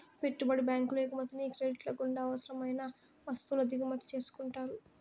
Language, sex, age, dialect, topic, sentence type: Telugu, female, 18-24, Southern, banking, statement